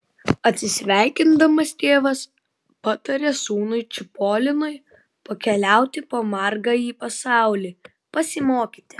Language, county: Lithuanian, Vilnius